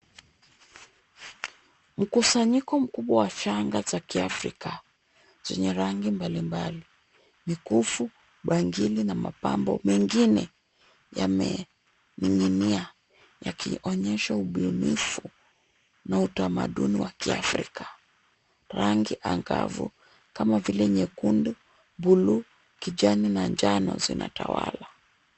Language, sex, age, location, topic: Swahili, female, 36-49, Kisumu, finance